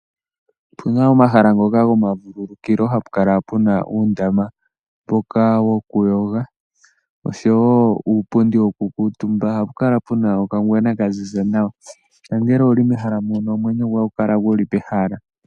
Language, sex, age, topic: Oshiwambo, male, 18-24, agriculture